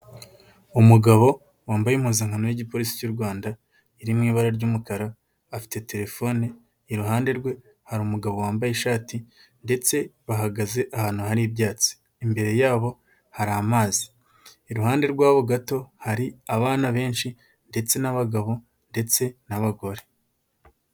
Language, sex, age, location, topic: Kinyarwanda, male, 18-24, Nyagatare, agriculture